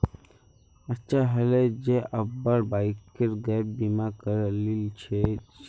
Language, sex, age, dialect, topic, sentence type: Magahi, male, 51-55, Northeastern/Surjapuri, banking, statement